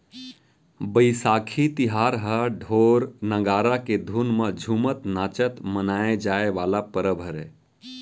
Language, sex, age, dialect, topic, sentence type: Chhattisgarhi, male, 31-35, Central, agriculture, statement